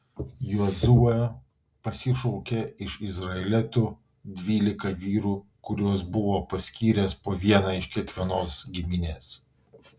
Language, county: Lithuanian, Vilnius